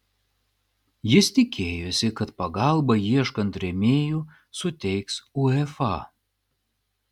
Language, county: Lithuanian, Klaipėda